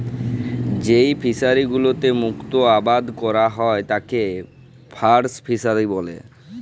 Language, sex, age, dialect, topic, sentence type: Bengali, female, 36-40, Jharkhandi, agriculture, statement